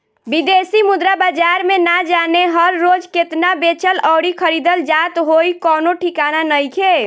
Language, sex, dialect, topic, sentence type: Bhojpuri, female, Southern / Standard, banking, statement